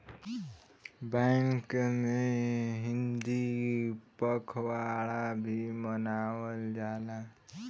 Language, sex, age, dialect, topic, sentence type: Bhojpuri, male, 18-24, Northern, banking, statement